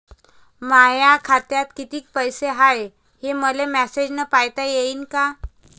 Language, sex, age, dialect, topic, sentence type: Marathi, female, 25-30, Varhadi, banking, question